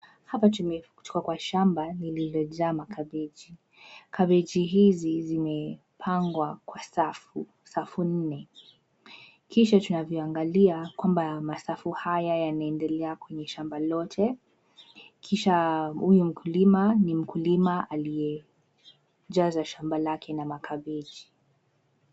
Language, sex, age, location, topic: Swahili, female, 18-24, Nairobi, agriculture